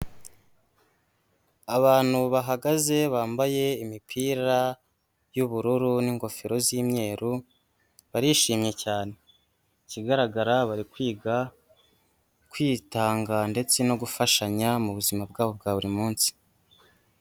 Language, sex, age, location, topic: Kinyarwanda, female, 36-49, Huye, health